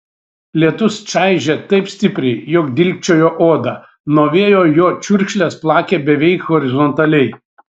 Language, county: Lithuanian, Šiauliai